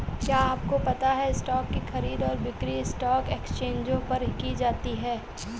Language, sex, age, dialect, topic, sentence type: Hindi, female, 18-24, Marwari Dhudhari, banking, statement